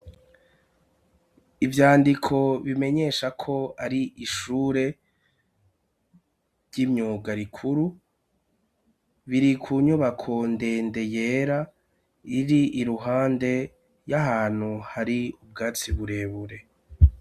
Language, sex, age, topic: Rundi, male, 36-49, education